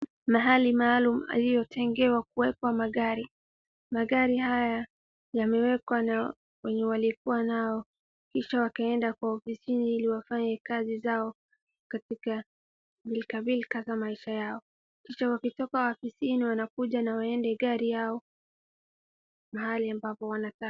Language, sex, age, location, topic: Swahili, female, 18-24, Wajir, finance